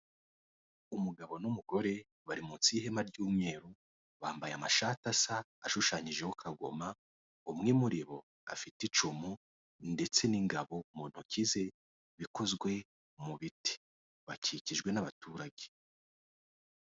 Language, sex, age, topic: Kinyarwanda, male, 18-24, government